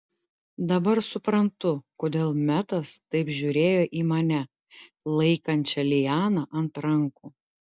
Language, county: Lithuanian, Klaipėda